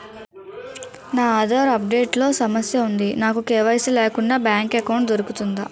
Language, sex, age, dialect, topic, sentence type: Telugu, female, 18-24, Utterandhra, banking, question